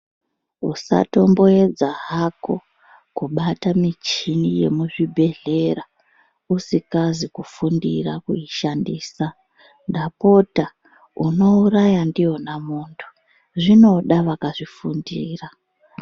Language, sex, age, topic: Ndau, male, 36-49, health